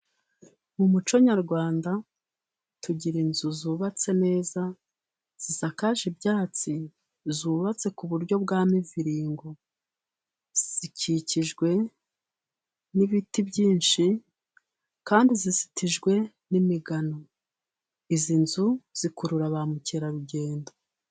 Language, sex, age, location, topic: Kinyarwanda, female, 36-49, Musanze, government